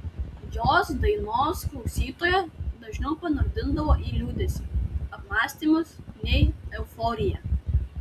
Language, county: Lithuanian, Tauragė